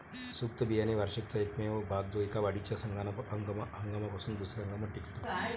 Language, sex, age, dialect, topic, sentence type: Marathi, male, 36-40, Varhadi, agriculture, statement